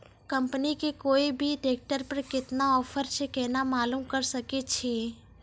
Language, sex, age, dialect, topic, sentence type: Maithili, female, 25-30, Angika, agriculture, question